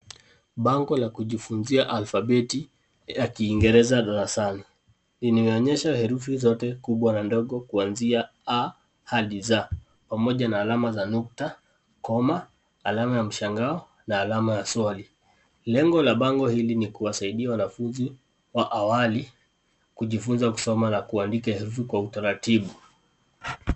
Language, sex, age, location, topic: Swahili, male, 25-35, Kisii, education